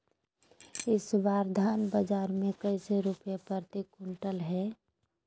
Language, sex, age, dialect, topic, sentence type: Magahi, female, 31-35, Southern, agriculture, question